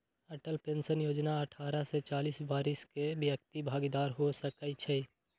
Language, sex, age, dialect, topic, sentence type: Magahi, male, 25-30, Western, banking, statement